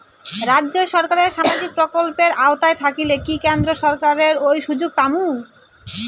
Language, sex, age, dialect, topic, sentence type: Bengali, male, 18-24, Rajbangshi, banking, question